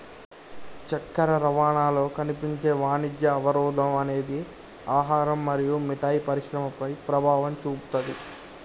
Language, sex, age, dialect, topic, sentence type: Telugu, male, 18-24, Telangana, banking, statement